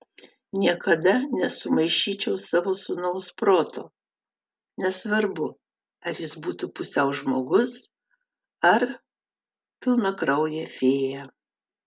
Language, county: Lithuanian, Vilnius